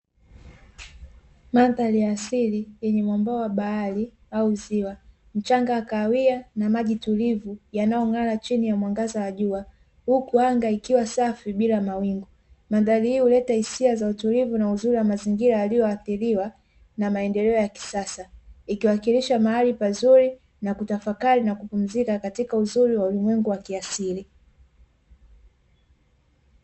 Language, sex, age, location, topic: Swahili, female, 25-35, Dar es Salaam, agriculture